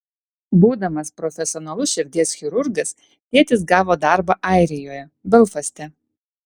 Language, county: Lithuanian, Alytus